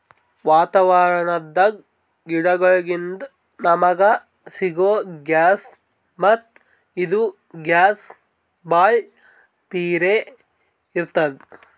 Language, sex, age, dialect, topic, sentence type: Kannada, male, 18-24, Northeastern, agriculture, statement